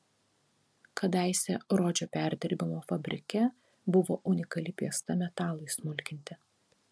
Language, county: Lithuanian, Telšiai